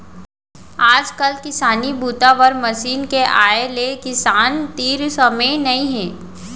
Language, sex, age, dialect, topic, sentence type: Chhattisgarhi, female, 25-30, Central, agriculture, statement